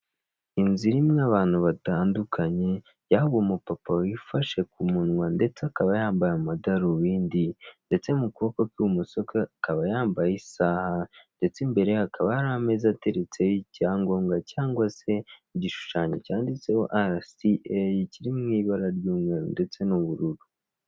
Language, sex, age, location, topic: Kinyarwanda, male, 18-24, Kigali, government